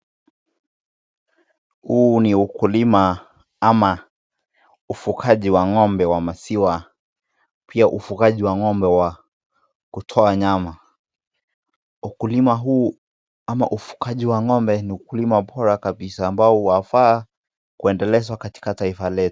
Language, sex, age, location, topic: Swahili, male, 18-24, Nakuru, agriculture